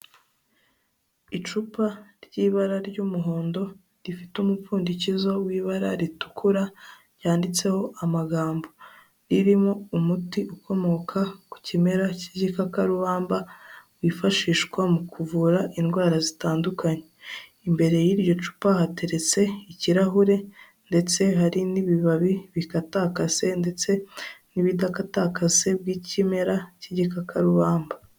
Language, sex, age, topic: Kinyarwanda, female, 18-24, health